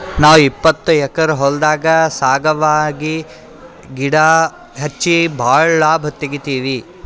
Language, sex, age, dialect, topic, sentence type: Kannada, male, 60-100, Northeastern, agriculture, statement